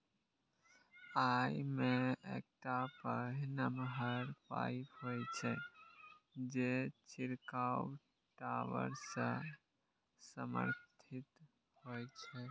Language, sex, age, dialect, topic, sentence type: Maithili, male, 18-24, Eastern / Thethi, agriculture, statement